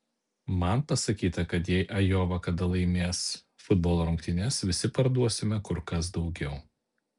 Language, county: Lithuanian, Alytus